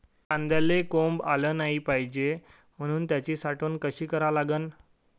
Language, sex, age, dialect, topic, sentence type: Marathi, male, 18-24, Varhadi, agriculture, question